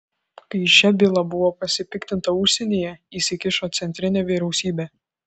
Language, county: Lithuanian, Telšiai